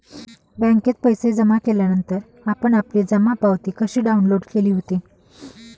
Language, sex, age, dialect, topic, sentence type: Marathi, female, 25-30, Standard Marathi, banking, statement